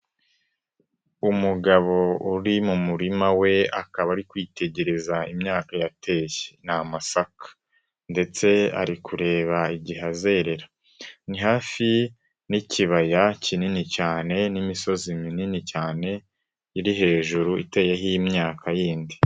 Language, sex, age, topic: Kinyarwanda, male, 18-24, agriculture